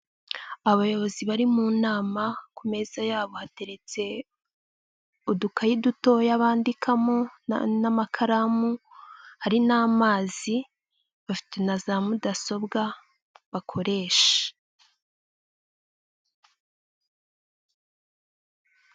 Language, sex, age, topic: Kinyarwanda, female, 25-35, government